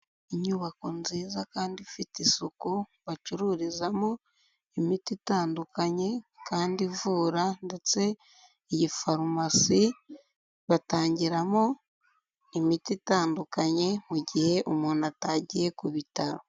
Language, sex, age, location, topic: Kinyarwanda, female, 18-24, Huye, health